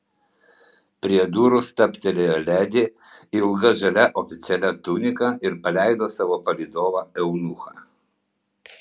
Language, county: Lithuanian, Kaunas